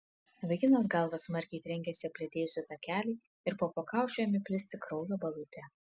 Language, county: Lithuanian, Kaunas